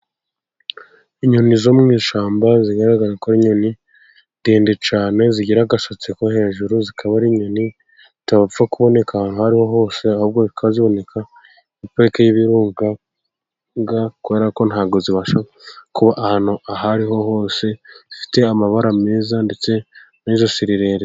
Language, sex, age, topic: Kinyarwanda, male, 18-24, agriculture